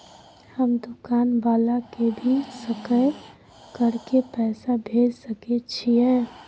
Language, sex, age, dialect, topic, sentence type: Maithili, female, 31-35, Bajjika, banking, question